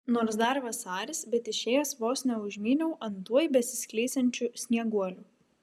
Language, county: Lithuanian, Vilnius